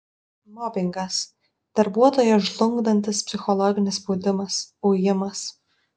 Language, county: Lithuanian, Vilnius